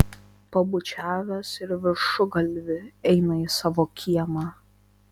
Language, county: Lithuanian, Vilnius